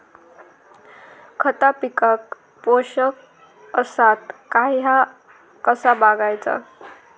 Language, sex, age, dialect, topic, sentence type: Marathi, female, 18-24, Southern Konkan, agriculture, question